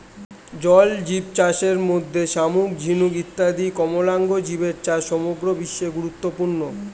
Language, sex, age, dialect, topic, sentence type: Bengali, male, 18-24, Standard Colloquial, agriculture, statement